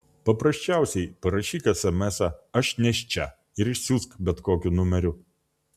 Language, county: Lithuanian, Vilnius